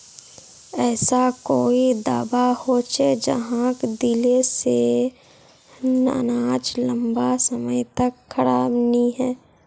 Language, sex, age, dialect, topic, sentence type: Magahi, female, 51-55, Northeastern/Surjapuri, agriculture, question